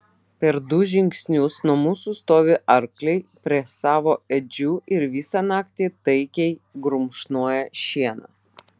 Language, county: Lithuanian, Vilnius